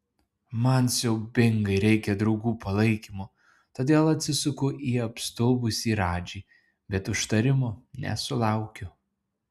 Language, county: Lithuanian, Šiauliai